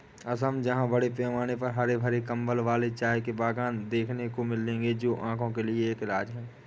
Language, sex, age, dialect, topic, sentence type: Hindi, male, 18-24, Awadhi Bundeli, agriculture, statement